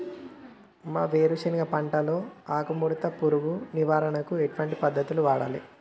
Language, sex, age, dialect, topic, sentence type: Telugu, male, 18-24, Telangana, agriculture, question